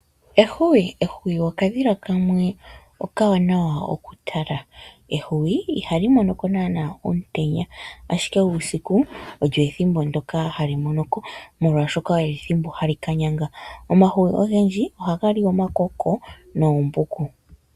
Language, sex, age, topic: Oshiwambo, female, 25-35, agriculture